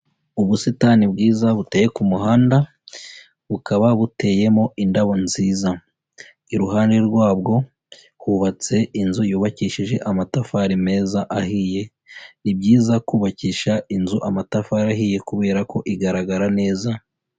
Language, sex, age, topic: Kinyarwanda, male, 25-35, education